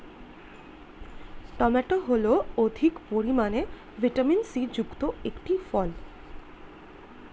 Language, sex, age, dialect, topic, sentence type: Bengali, female, 25-30, Standard Colloquial, agriculture, statement